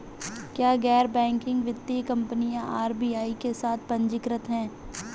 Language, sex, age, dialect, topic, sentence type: Hindi, female, 46-50, Marwari Dhudhari, banking, question